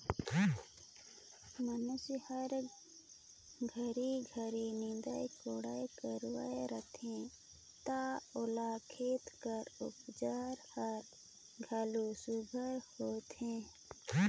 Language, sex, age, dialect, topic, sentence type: Chhattisgarhi, female, 25-30, Northern/Bhandar, agriculture, statement